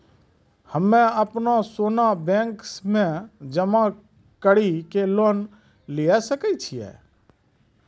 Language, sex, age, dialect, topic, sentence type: Maithili, male, 36-40, Angika, banking, question